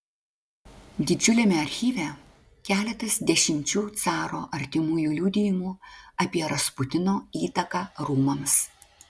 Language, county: Lithuanian, Klaipėda